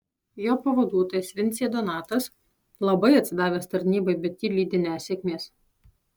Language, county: Lithuanian, Alytus